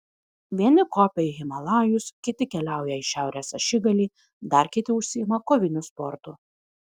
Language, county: Lithuanian, Kaunas